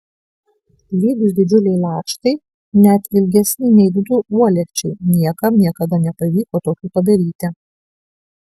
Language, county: Lithuanian, Kaunas